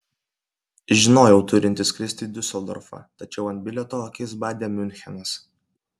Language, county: Lithuanian, Kaunas